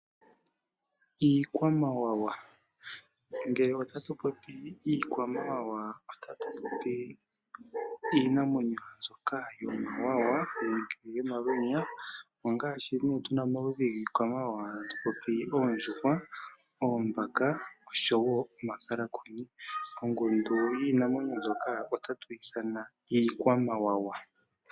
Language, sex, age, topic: Oshiwambo, male, 18-24, agriculture